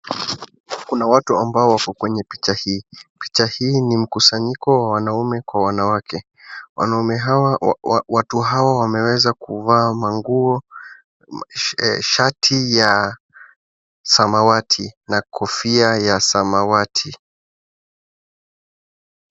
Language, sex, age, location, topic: Swahili, male, 18-24, Wajir, government